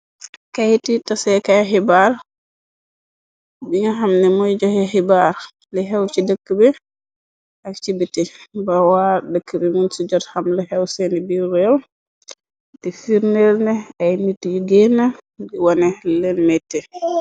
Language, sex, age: Wolof, female, 25-35